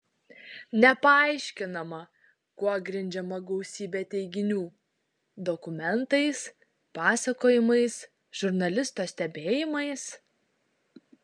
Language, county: Lithuanian, Šiauliai